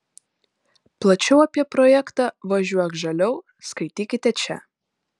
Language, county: Lithuanian, Panevėžys